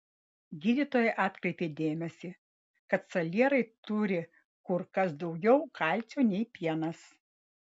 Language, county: Lithuanian, Vilnius